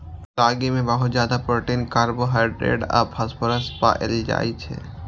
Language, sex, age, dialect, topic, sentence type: Maithili, male, 18-24, Eastern / Thethi, agriculture, statement